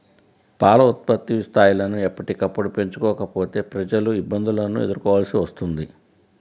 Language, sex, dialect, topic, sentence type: Telugu, female, Central/Coastal, agriculture, statement